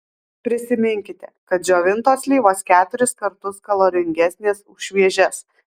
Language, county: Lithuanian, Alytus